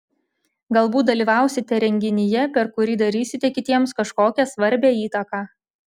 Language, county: Lithuanian, Šiauliai